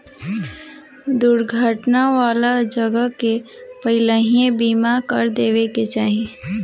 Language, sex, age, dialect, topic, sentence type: Bhojpuri, female, 18-24, Southern / Standard, banking, statement